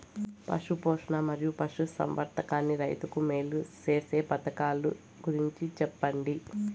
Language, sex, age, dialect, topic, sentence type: Telugu, female, 18-24, Southern, agriculture, question